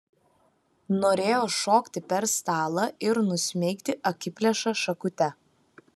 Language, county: Lithuanian, Kaunas